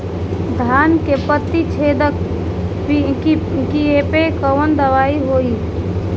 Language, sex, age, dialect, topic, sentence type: Bhojpuri, female, 18-24, Western, agriculture, question